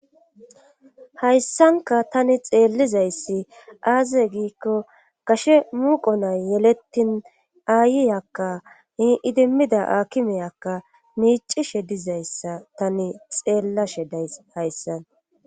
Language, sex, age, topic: Gamo, female, 25-35, government